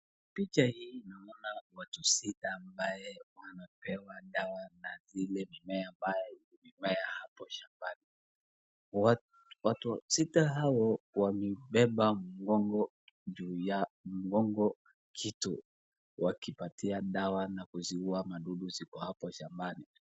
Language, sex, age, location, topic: Swahili, male, 36-49, Wajir, health